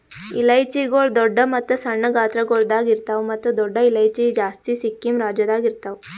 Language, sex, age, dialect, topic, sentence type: Kannada, female, 18-24, Northeastern, agriculture, statement